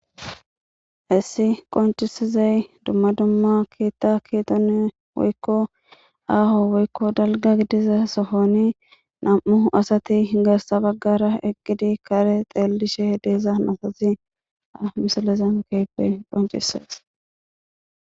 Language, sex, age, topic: Gamo, female, 18-24, government